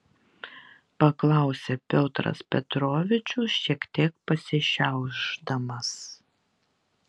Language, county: Lithuanian, Vilnius